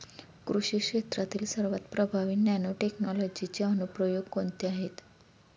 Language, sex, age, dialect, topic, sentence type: Marathi, female, 25-30, Standard Marathi, agriculture, question